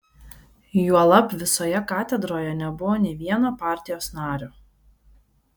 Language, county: Lithuanian, Kaunas